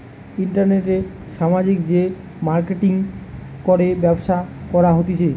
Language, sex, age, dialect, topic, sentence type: Bengali, male, 18-24, Western, banking, statement